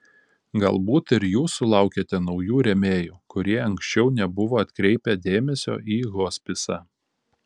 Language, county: Lithuanian, Panevėžys